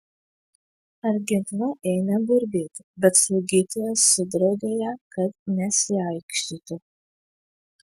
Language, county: Lithuanian, Šiauliai